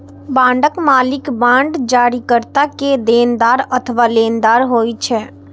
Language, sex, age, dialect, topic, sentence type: Maithili, female, 18-24, Eastern / Thethi, banking, statement